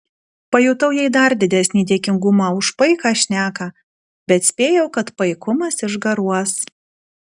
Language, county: Lithuanian, Kaunas